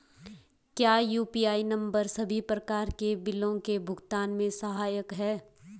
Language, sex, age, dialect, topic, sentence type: Hindi, female, 18-24, Garhwali, banking, question